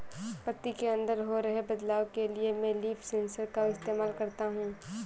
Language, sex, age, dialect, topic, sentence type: Hindi, female, 18-24, Awadhi Bundeli, agriculture, statement